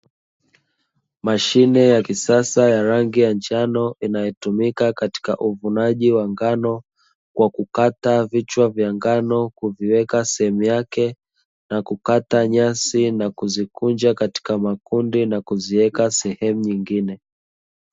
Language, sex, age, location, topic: Swahili, male, 25-35, Dar es Salaam, agriculture